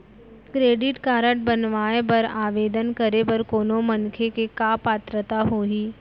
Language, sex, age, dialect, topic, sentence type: Chhattisgarhi, female, 25-30, Central, banking, question